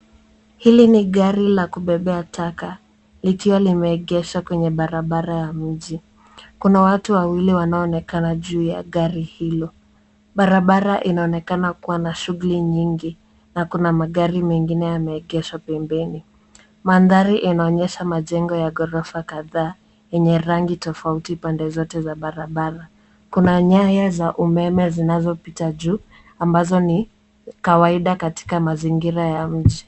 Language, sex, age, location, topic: Swahili, female, 18-24, Nairobi, government